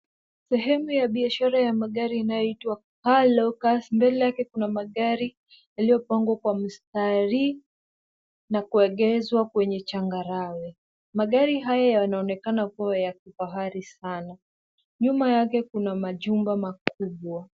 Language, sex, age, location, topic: Swahili, female, 18-24, Kisumu, finance